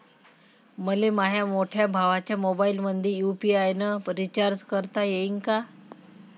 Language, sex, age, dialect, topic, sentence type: Marathi, female, 25-30, Varhadi, banking, question